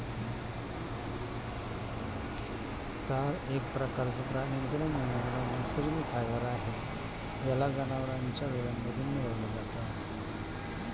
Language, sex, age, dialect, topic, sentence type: Marathi, male, 56-60, Northern Konkan, agriculture, statement